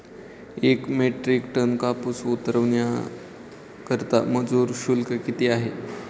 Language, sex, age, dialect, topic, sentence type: Marathi, male, 18-24, Standard Marathi, agriculture, question